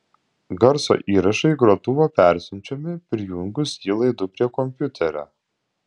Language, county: Lithuanian, Utena